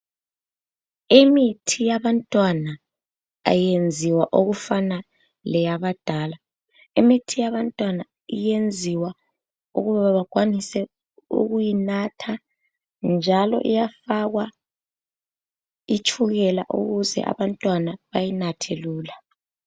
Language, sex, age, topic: North Ndebele, female, 18-24, health